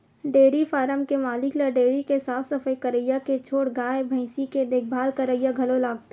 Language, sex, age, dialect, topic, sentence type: Chhattisgarhi, female, 18-24, Western/Budati/Khatahi, agriculture, statement